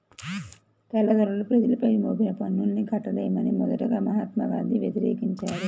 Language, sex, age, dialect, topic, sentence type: Telugu, female, 31-35, Central/Coastal, banking, statement